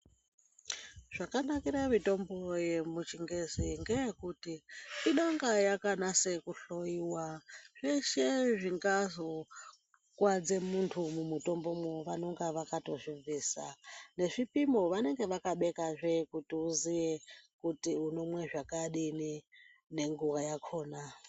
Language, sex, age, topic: Ndau, female, 50+, health